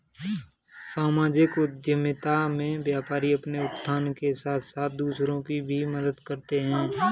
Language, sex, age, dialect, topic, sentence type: Hindi, male, 18-24, Kanauji Braj Bhasha, banking, statement